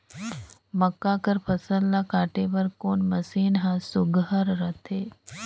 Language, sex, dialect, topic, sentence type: Chhattisgarhi, female, Northern/Bhandar, agriculture, question